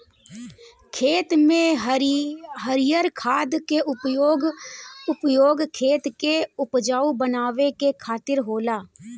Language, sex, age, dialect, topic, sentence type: Bhojpuri, female, 31-35, Northern, agriculture, statement